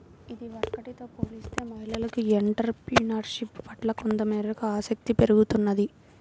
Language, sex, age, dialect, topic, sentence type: Telugu, female, 18-24, Central/Coastal, banking, statement